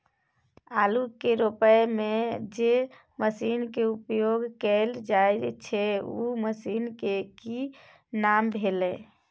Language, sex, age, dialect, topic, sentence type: Maithili, female, 60-100, Bajjika, agriculture, question